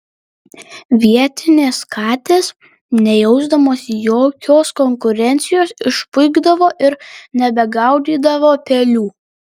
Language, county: Lithuanian, Panevėžys